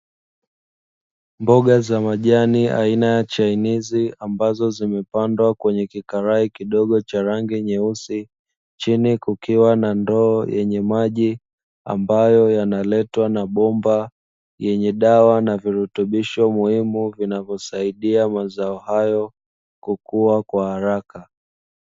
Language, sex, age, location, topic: Swahili, male, 25-35, Dar es Salaam, agriculture